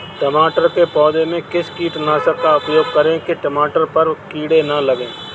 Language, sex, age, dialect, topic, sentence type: Hindi, male, 36-40, Kanauji Braj Bhasha, agriculture, question